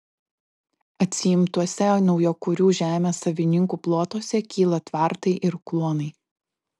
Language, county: Lithuanian, Klaipėda